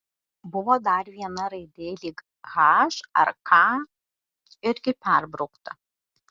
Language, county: Lithuanian, Šiauliai